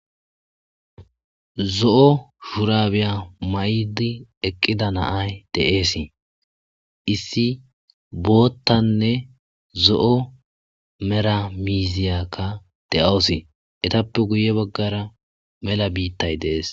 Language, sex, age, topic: Gamo, male, 25-35, agriculture